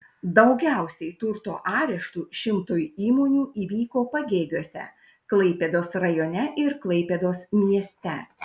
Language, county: Lithuanian, Šiauliai